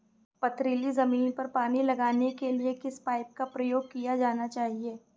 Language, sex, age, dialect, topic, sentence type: Hindi, female, 25-30, Awadhi Bundeli, agriculture, question